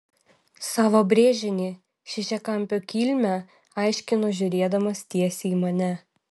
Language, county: Lithuanian, Vilnius